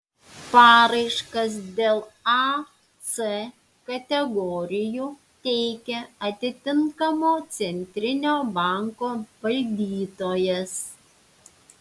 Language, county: Lithuanian, Panevėžys